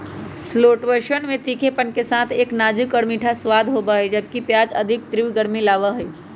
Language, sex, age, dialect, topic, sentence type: Magahi, female, 25-30, Western, agriculture, statement